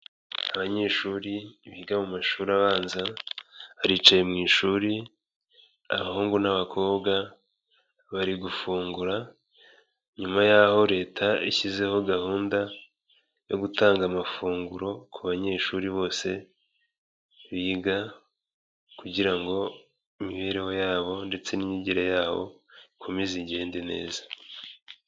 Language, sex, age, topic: Kinyarwanda, male, 25-35, health